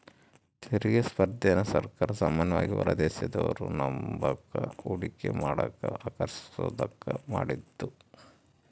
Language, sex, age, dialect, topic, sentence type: Kannada, male, 46-50, Central, banking, statement